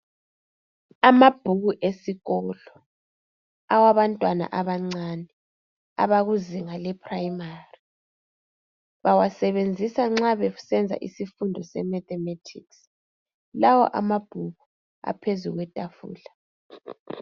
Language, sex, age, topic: North Ndebele, female, 25-35, education